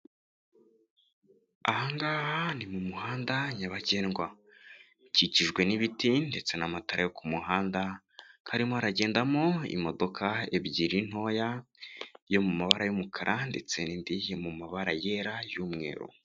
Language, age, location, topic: Kinyarwanda, 18-24, Kigali, government